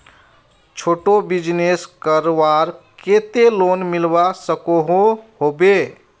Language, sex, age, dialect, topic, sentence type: Magahi, male, 31-35, Northeastern/Surjapuri, banking, question